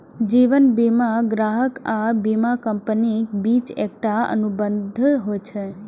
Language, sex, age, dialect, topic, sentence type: Maithili, female, 18-24, Eastern / Thethi, banking, statement